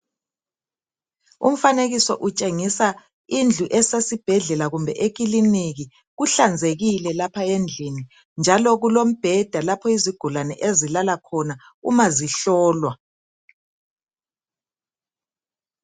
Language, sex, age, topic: North Ndebele, male, 50+, health